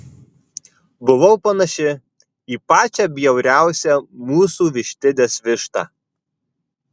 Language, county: Lithuanian, Vilnius